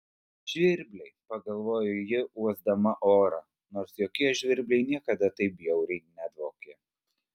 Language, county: Lithuanian, Alytus